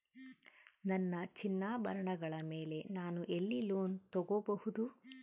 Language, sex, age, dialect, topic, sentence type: Kannada, female, 31-35, Central, banking, statement